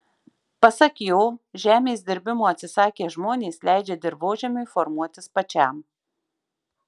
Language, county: Lithuanian, Marijampolė